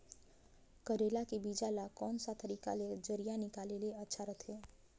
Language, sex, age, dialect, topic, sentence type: Chhattisgarhi, female, 18-24, Northern/Bhandar, agriculture, question